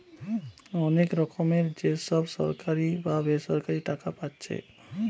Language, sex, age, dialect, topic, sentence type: Bengali, male, 31-35, Western, banking, statement